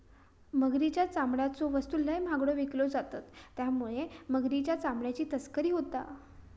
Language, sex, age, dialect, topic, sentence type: Marathi, female, 18-24, Southern Konkan, agriculture, statement